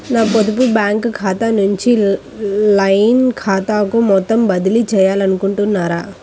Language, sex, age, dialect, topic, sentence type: Telugu, female, 18-24, Central/Coastal, banking, question